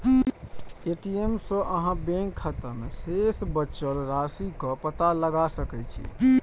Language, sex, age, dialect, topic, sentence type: Maithili, male, 31-35, Eastern / Thethi, banking, statement